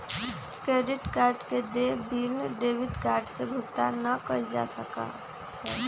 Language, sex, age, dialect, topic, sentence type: Magahi, female, 25-30, Western, banking, statement